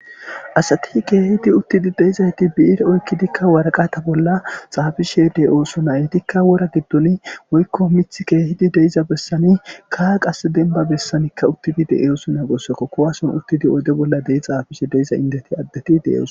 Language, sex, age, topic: Gamo, male, 25-35, government